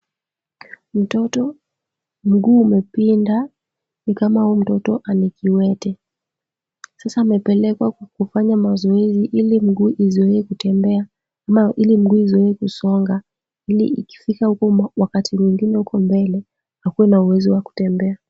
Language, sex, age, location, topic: Swahili, female, 18-24, Kisumu, health